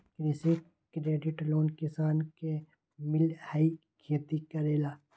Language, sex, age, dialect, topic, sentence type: Magahi, male, 25-30, Western, banking, question